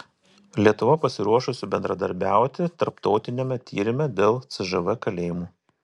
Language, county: Lithuanian, Telšiai